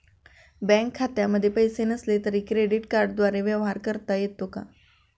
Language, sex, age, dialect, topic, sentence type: Marathi, female, 25-30, Standard Marathi, banking, question